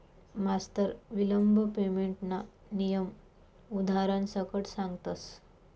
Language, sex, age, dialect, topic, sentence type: Marathi, female, 25-30, Northern Konkan, banking, statement